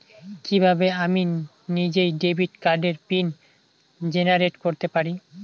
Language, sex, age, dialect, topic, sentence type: Bengali, male, 18-24, Rajbangshi, banking, question